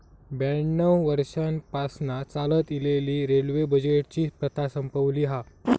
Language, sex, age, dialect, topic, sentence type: Marathi, male, 25-30, Southern Konkan, banking, statement